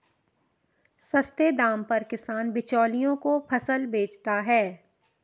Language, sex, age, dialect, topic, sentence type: Hindi, female, 31-35, Marwari Dhudhari, agriculture, statement